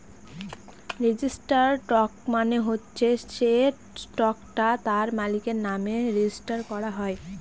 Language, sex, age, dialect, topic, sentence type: Bengali, female, 18-24, Northern/Varendri, banking, statement